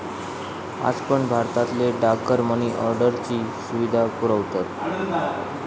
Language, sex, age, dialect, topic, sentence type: Marathi, male, 25-30, Southern Konkan, banking, statement